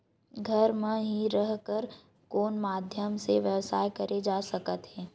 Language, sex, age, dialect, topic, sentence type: Chhattisgarhi, male, 18-24, Western/Budati/Khatahi, agriculture, question